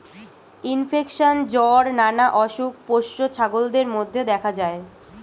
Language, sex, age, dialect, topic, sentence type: Bengali, female, 18-24, Standard Colloquial, agriculture, statement